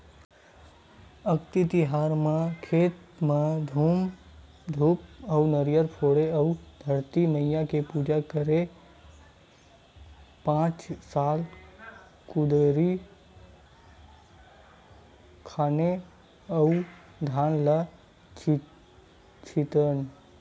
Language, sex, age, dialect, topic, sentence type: Chhattisgarhi, male, 18-24, Western/Budati/Khatahi, agriculture, statement